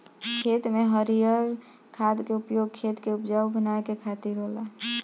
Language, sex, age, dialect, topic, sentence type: Bhojpuri, female, 31-35, Northern, agriculture, statement